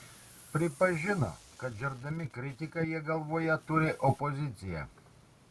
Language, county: Lithuanian, Kaunas